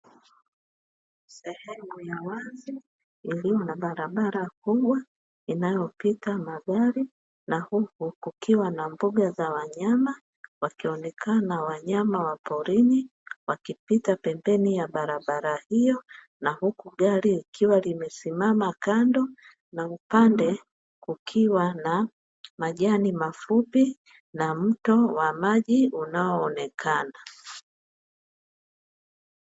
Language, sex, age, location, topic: Swahili, female, 50+, Dar es Salaam, agriculture